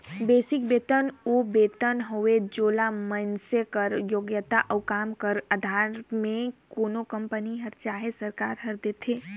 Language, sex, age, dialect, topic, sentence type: Chhattisgarhi, female, 18-24, Northern/Bhandar, banking, statement